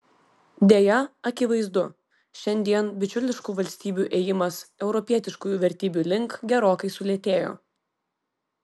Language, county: Lithuanian, Vilnius